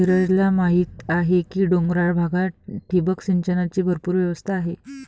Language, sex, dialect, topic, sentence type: Marathi, female, Varhadi, agriculture, statement